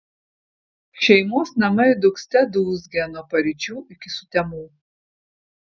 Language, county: Lithuanian, Vilnius